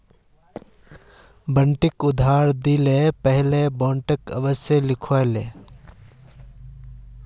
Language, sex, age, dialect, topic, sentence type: Magahi, male, 31-35, Northeastern/Surjapuri, agriculture, statement